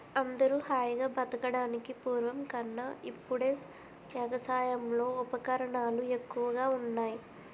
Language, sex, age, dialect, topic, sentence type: Telugu, female, 25-30, Utterandhra, agriculture, statement